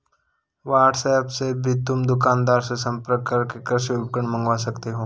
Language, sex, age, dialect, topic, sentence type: Hindi, male, 18-24, Marwari Dhudhari, agriculture, statement